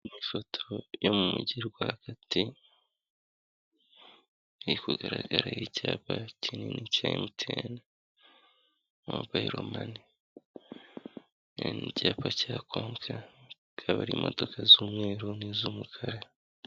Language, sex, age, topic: Kinyarwanda, male, 25-35, finance